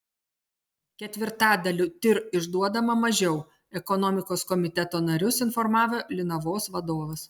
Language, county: Lithuanian, Telšiai